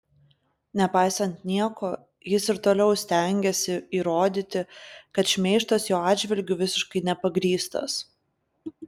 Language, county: Lithuanian, Klaipėda